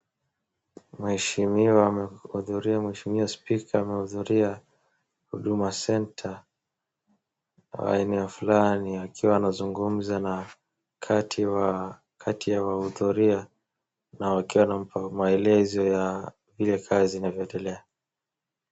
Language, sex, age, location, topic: Swahili, male, 18-24, Wajir, government